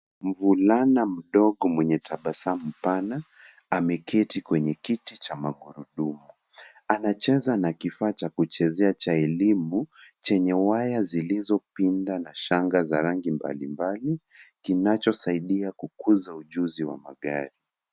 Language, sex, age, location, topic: Swahili, male, 25-35, Nairobi, education